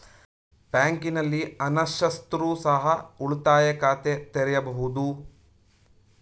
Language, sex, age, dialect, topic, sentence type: Kannada, male, 31-35, Mysore Kannada, banking, question